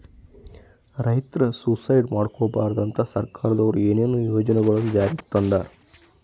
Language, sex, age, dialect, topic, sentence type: Kannada, male, 25-30, Northeastern, agriculture, statement